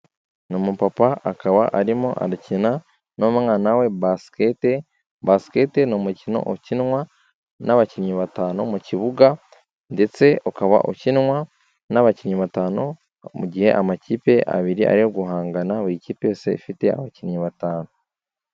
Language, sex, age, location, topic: Kinyarwanda, male, 18-24, Kigali, health